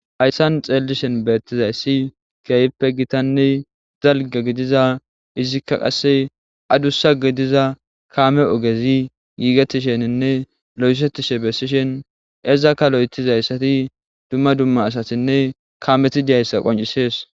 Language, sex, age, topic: Gamo, male, 18-24, government